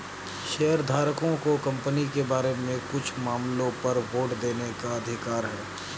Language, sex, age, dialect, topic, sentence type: Hindi, male, 31-35, Awadhi Bundeli, banking, statement